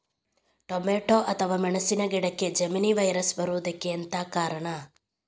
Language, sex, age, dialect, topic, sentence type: Kannada, female, 18-24, Coastal/Dakshin, agriculture, question